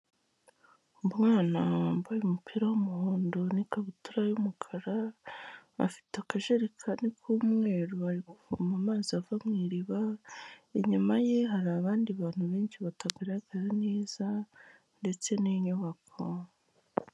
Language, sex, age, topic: Kinyarwanda, male, 18-24, health